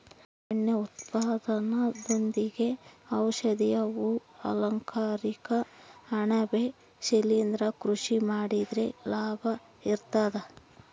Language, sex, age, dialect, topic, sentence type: Kannada, male, 41-45, Central, agriculture, statement